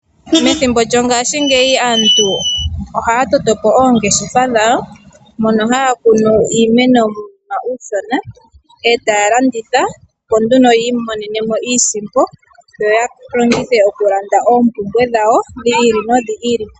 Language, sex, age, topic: Oshiwambo, female, 25-35, agriculture